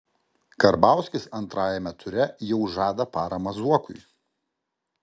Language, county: Lithuanian, Kaunas